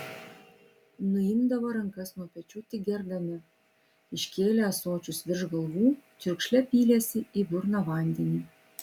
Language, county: Lithuanian, Vilnius